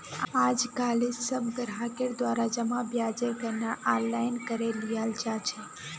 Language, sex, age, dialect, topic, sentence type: Magahi, female, 18-24, Northeastern/Surjapuri, banking, statement